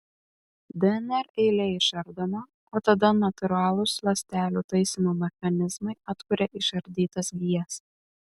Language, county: Lithuanian, Vilnius